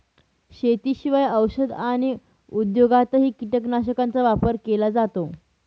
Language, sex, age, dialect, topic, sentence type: Marathi, female, 18-24, Northern Konkan, agriculture, statement